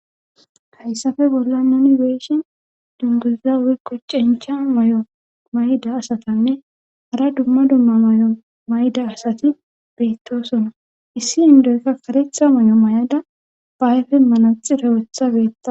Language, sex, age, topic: Gamo, female, 25-35, government